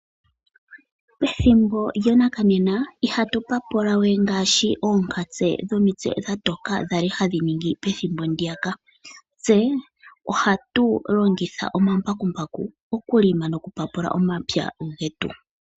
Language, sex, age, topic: Oshiwambo, female, 25-35, agriculture